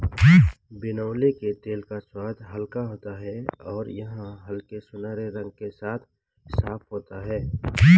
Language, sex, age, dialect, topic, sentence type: Hindi, male, 36-40, Garhwali, agriculture, statement